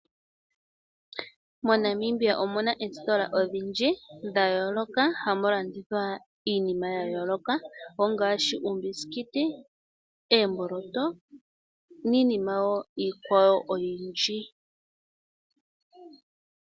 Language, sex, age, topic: Oshiwambo, female, 25-35, finance